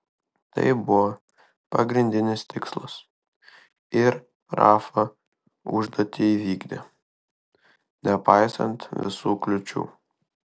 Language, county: Lithuanian, Kaunas